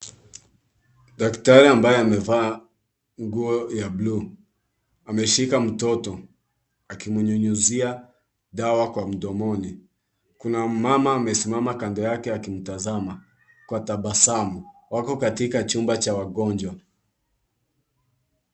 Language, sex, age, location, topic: Swahili, male, 18-24, Kisumu, health